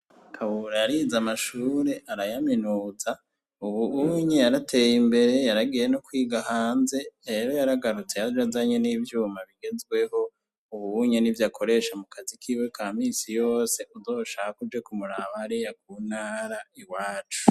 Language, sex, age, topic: Rundi, male, 36-49, education